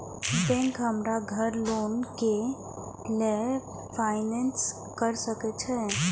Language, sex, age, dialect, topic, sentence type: Maithili, female, 18-24, Eastern / Thethi, banking, question